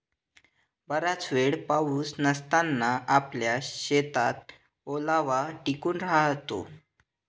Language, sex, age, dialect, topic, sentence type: Marathi, male, 60-100, Northern Konkan, agriculture, statement